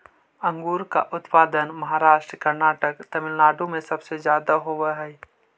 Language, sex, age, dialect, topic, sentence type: Magahi, male, 25-30, Central/Standard, agriculture, statement